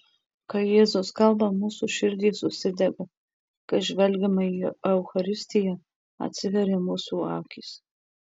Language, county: Lithuanian, Marijampolė